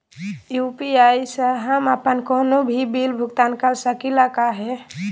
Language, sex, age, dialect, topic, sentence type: Magahi, female, 18-24, Southern, banking, question